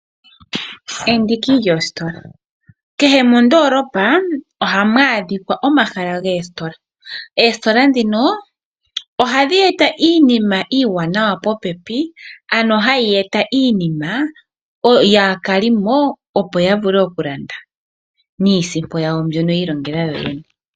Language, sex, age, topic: Oshiwambo, female, 18-24, finance